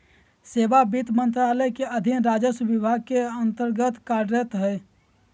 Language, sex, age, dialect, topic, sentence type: Magahi, male, 18-24, Southern, banking, statement